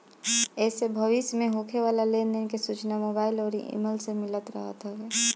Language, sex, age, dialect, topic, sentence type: Bhojpuri, female, 31-35, Northern, banking, statement